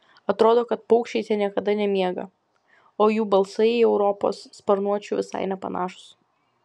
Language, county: Lithuanian, Vilnius